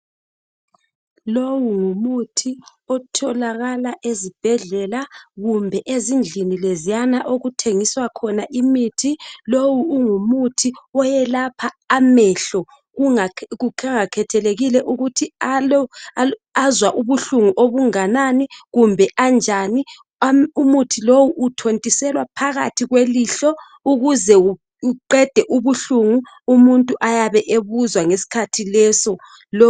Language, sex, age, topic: North Ndebele, female, 36-49, health